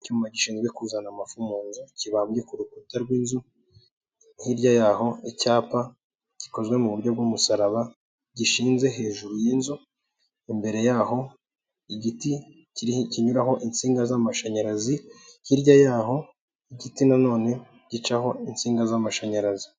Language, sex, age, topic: Kinyarwanda, male, 18-24, government